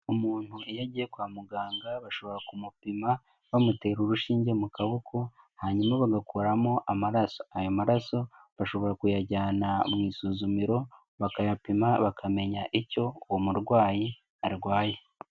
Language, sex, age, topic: Kinyarwanda, male, 18-24, health